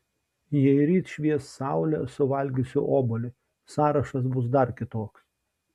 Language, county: Lithuanian, Šiauliai